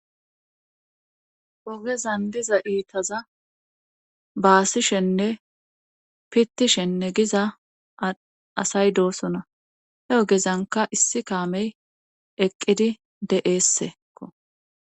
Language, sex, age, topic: Gamo, female, 25-35, government